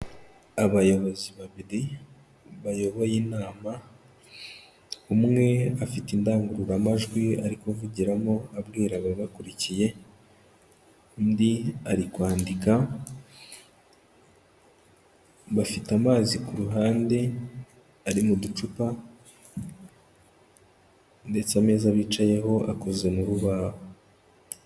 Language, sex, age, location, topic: Kinyarwanda, male, 18-24, Kigali, health